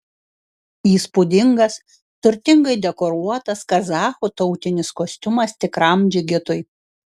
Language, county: Lithuanian, Kaunas